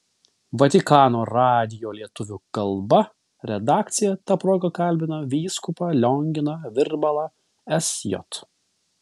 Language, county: Lithuanian, Vilnius